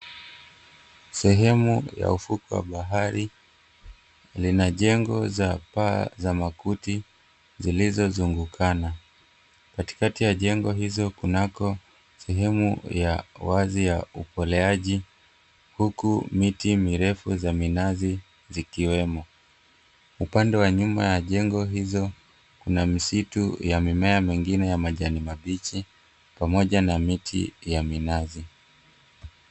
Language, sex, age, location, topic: Swahili, male, 18-24, Mombasa, government